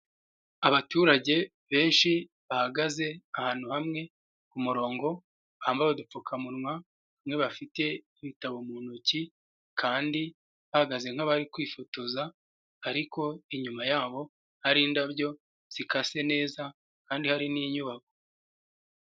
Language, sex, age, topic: Kinyarwanda, male, 25-35, health